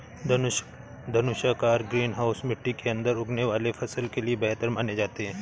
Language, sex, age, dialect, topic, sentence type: Hindi, male, 18-24, Awadhi Bundeli, agriculture, statement